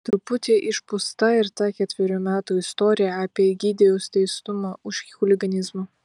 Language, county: Lithuanian, Vilnius